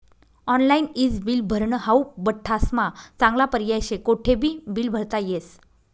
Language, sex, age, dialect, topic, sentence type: Marathi, female, 36-40, Northern Konkan, banking, statement